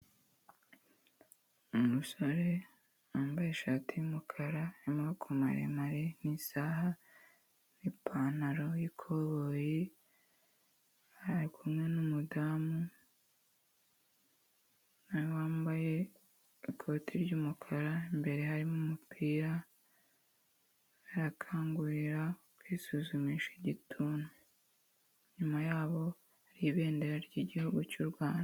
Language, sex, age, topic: Kinyarwanda, female, 25-35, health